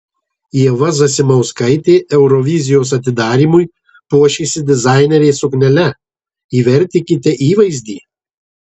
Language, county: Lithuanian, Marijampolė